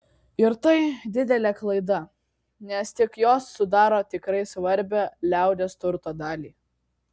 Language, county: Lithuanian, Kaunas